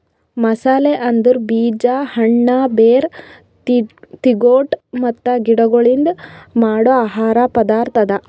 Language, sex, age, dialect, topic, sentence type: Kannada, female, 25-30, Northeastern, agriculture, statement